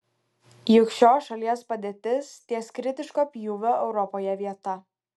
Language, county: Lithuanian, Kaunas